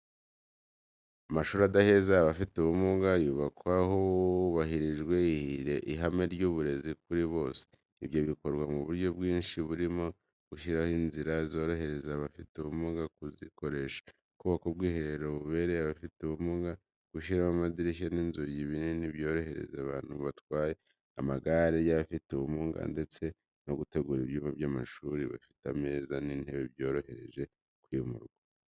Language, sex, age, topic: Kinyarwanda, male, 25-35, education